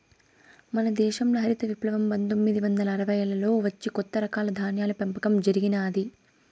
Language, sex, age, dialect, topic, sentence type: Telugu, female, 18-24, Southern, agriculture, statement